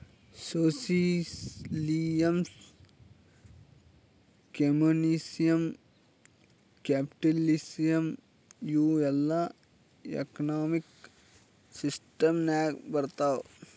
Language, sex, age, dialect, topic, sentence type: Kannada, male, 18-24, Northeastern, banking, statement